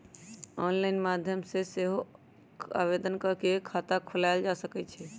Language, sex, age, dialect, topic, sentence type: Magahi, female, 25-30, Western, banking, statement